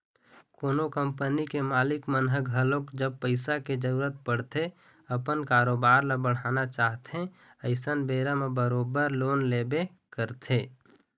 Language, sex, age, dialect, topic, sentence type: Chhattisgarhi, male, 25-30, Eastern, banking, statement